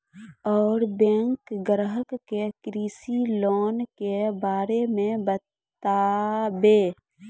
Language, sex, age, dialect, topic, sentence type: Maithili, female, 18-24, Angika, banking, question